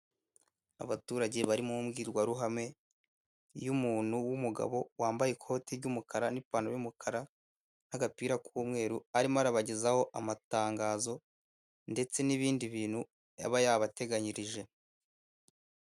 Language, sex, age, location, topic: Kinyarwanda, male, 18-24, Kigali, government